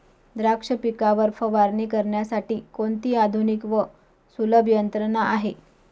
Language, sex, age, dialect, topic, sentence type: Marathi, female, 25-30, Northern Konkan, agriculture, question